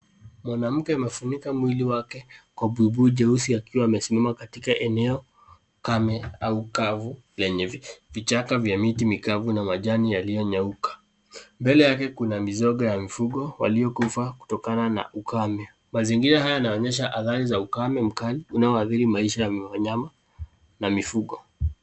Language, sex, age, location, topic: Swahili, male, 25-35, Kisii, health